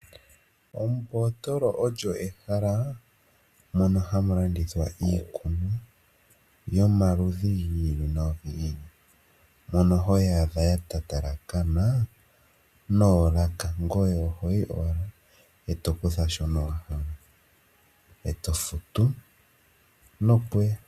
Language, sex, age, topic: Oshiwambo, male, 25-35, finance